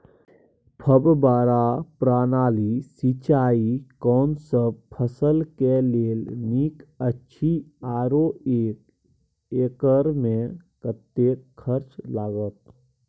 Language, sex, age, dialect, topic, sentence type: Maithili, male, 18-24, Bajjika, agriculture, question